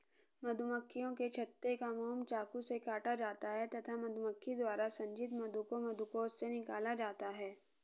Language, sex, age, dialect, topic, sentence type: Hindi, female, 46-50, Hindustani Malvi Khadi Boli, agriculture, statement